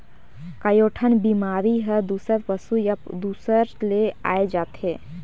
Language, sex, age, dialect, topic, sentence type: Chhattisgarhi, female, 18-24, Northern/Bhandar, agriculture, statement